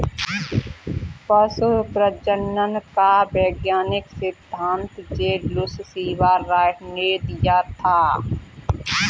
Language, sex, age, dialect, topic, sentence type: Hindi, female, 25-30, Kanauji Braj Bhasha, agriculture, statement